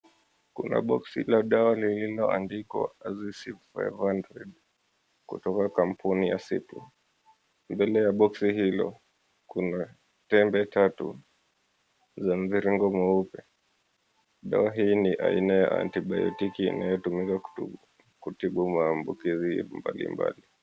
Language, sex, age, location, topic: Swahili, male, 25-35, Mombasa, health